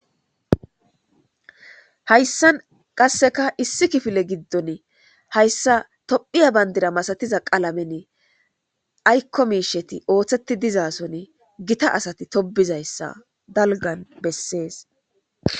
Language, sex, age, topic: Gamo, female, 25-35, government